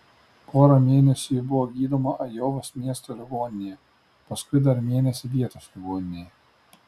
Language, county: Lithuanian, Tauragė